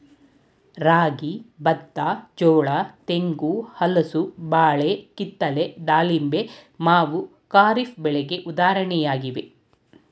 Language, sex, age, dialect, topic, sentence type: Kannada, female, 46-50, Mysore Kannada, agriculture, statement